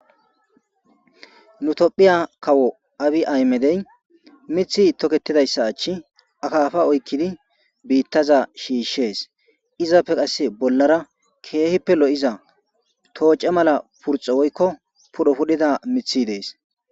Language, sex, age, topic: Gamo, male, 18-24, agriculture